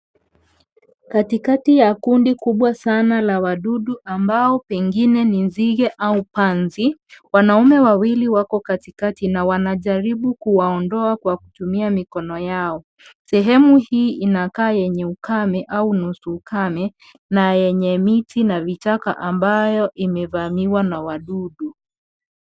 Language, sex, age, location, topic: Swahili, female, 25-35, Kisii, health